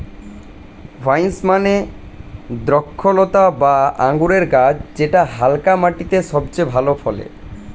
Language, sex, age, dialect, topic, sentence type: Bengali, male, 25-30, Standard Colloquial, agriculture, statement